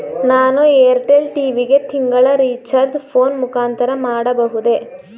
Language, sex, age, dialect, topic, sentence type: Kannada, female, 18-24, Mysore Kannada, banking, question